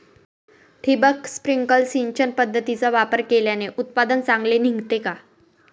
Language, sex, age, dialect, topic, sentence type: Marathi, female, 18-24, Northern Konkan, agriculture, question